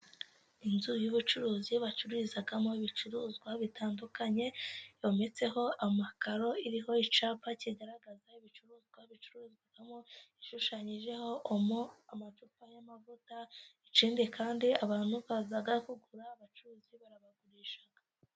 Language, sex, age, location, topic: Kinyarwanda, female, 25-35, Musanze, finance